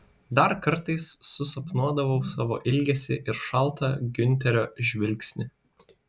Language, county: Lithuanian, Vilnius